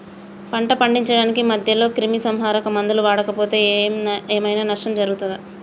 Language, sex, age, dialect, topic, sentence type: Telugu, female, 31-35, Telangana, agriculture, question